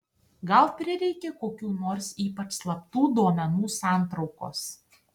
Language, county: Lithuanian, Tauragė